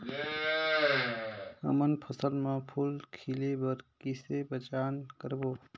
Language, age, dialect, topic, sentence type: Chhattisgarhi, 18-24, Northern/Bhandar, agriculture, statement